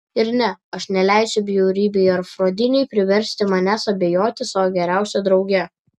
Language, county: Lithuanian, Vilnius